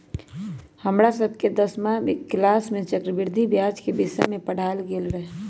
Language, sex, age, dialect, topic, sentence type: Magahi, male, 18-24, Western, banking, statement